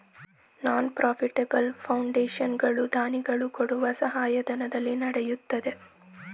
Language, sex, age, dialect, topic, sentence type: Kannada, male, 18-24, Mysore Kannada, banking, statement